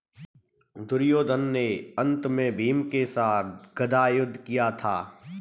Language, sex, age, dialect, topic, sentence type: Hindi, male, 25-30, Kanauji Braj Bhasha, agriculture, statement